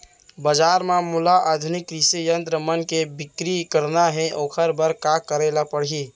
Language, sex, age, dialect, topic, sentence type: Chhattisgarhi, male, 18-24, Central, agriculture, question